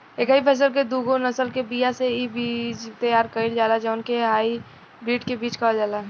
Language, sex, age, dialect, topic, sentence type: Bhojpuri, female, 18-24, Southern / Standard, agriculture, statement